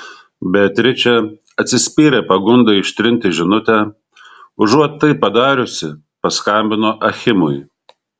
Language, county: Lithuanian, Šiauliai